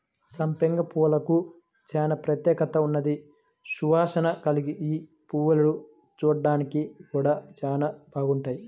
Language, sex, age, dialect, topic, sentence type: Telugu, male, 25-30, Central/Coastal, agriculture, statement